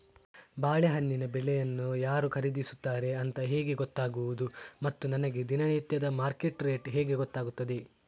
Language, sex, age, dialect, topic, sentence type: Kannada, male, 36-40, Coastal/Dakshin, agriculture, question